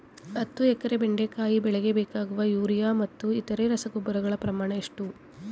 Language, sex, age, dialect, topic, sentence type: Kannada, female, 18-24, Mysore Kannada, agriculture, question